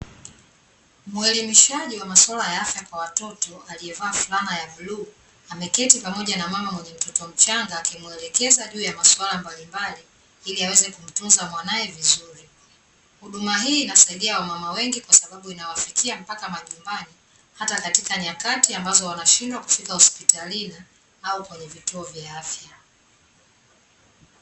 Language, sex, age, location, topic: Swahili, female, 25-35, Dar es Salaam, health